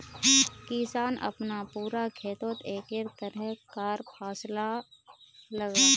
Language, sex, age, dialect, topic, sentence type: Magahi, female, 18-24, Northeastern/Surjapuri, agriculture, statement